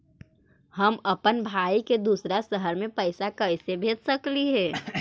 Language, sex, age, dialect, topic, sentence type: Magahi, female, 25-30, Central/Standard, banking, question